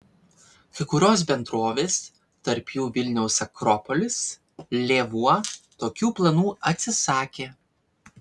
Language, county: Lithuanian, Vilnius